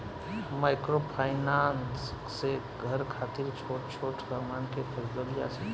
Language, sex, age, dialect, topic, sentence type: Bhojpuri, male, 18-24, Southern / Standard, banking, statement